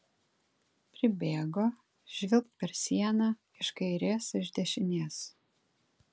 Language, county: Lithuanian, Kaunas